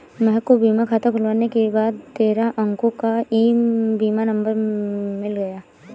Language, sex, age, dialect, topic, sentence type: Hindi, female, 18-24, Awadhi Bundeli, banking, statement